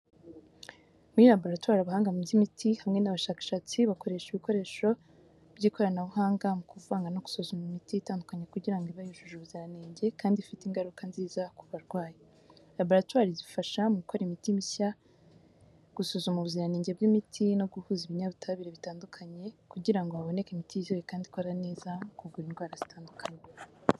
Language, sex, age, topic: Kinyarwanda, female, 18-24, education